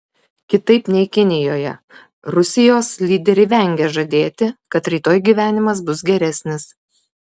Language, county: Lithuanian, Kaunas